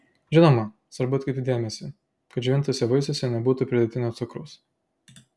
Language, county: Lithuanian, Klaipėda